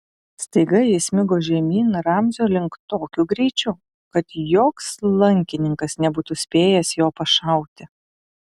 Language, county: Lithuanian, Utena